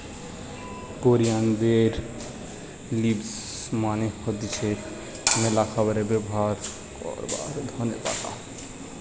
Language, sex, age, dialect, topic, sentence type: Bengali, male, 18-24, Western, agriculture, statement